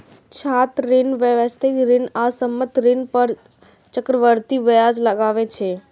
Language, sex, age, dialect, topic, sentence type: Maithili, female, 36-40, Eastern / Thethi, banking, statement